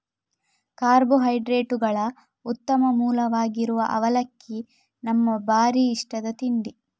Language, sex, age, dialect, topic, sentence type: Kannada, female, 25-30, Coastal/Dakshin, agriculture, statement